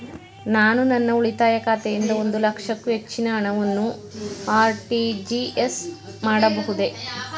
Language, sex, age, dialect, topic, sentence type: Kannada, female, 18-24, Mysore Kannada, banking, question